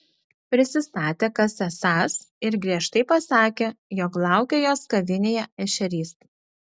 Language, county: Lithuanian, Klaipėda